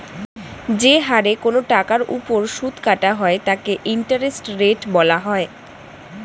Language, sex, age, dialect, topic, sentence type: Bengali, female, 18-24, Standard Colloquial, banking, statement